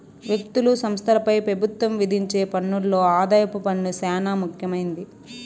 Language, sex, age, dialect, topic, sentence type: Telugu, female, 18-24, Southern, banking, statement